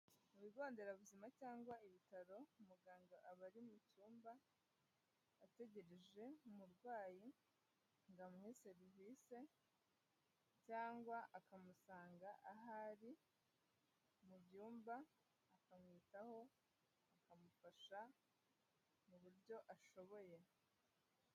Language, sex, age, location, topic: Kinyarwanda, female, 18-24, Huye, health